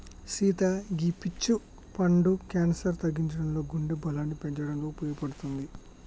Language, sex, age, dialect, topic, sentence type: Telugu, male, 25-30, Telangana, agriculture, statement